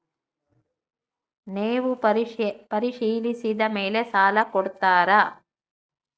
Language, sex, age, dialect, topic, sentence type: Kannada, female, 60-100, Central, banking, question